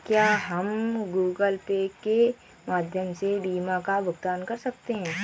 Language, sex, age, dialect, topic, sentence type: Hindi, female, 18-24, Awadhi Bundeli, banking, question